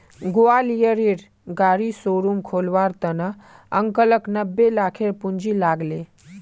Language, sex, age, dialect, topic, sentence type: Magahi, male, 18-24, Northeastern/Surjapuri, banking, statement